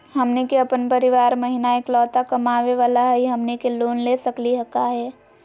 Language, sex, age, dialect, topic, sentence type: Magahi, female, 18-24, Southern, banking, question